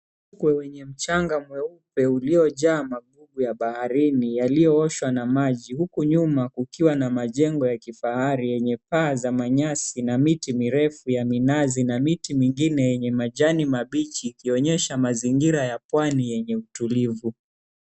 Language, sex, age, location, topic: Swahili, male, 25-35, Mombasa, agriculture